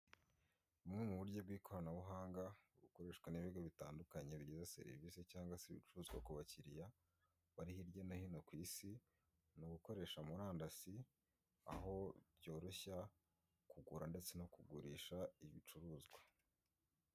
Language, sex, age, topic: Kinyarwanda, male, 18-24, finance